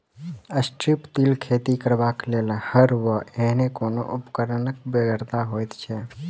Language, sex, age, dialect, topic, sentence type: Maithili, male, 18-24, Southern/Standard, agriculture, statement